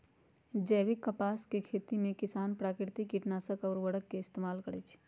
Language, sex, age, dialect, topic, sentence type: Magahi, female, 31-35, Western, agriculture, statement